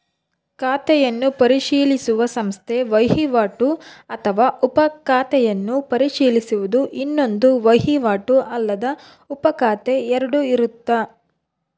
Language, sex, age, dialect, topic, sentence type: Kannada, female, 31-35, Central, banking, statement